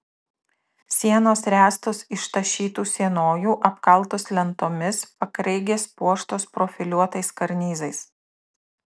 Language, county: Lithuanian, Tauragė